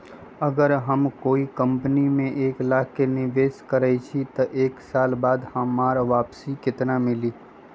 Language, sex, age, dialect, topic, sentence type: Magahi, male, 25-30, Western, banking, question